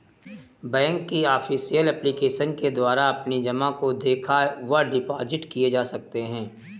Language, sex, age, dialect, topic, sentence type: Hindi, male, 18-24, Awadhi Bundeli, banking, statement